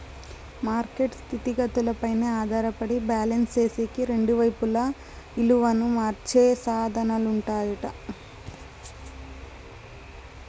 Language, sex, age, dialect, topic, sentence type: Telugu, female, 18-24, Southern, banking, statement